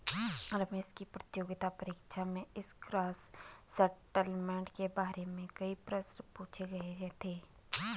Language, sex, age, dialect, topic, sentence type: Hindi, female, 25-30, Garhwali, banking, statement